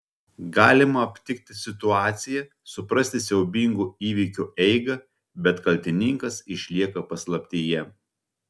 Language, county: Lithuanian, Telšiai